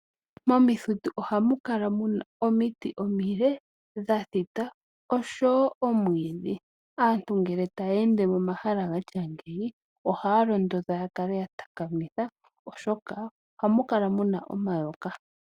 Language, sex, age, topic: Oshiwambo, female, 18-24, agriculture